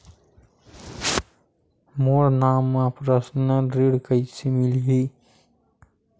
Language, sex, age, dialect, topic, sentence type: Chhattisgarhi, male, 41-45, Western/Budati/Khatahi, banking, question